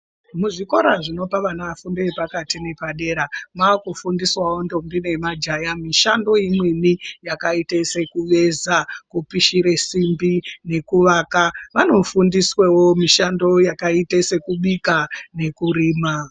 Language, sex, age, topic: Ndau, male, 36-49, education